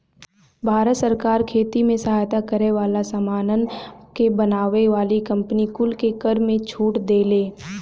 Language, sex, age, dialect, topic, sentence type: Bhojpuri, female, 18-24, Northern, agriculture, statement